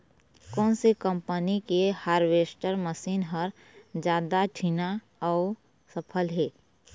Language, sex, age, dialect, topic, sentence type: Chhattisgarhi, female, 25-30, Eastern, agriculture, question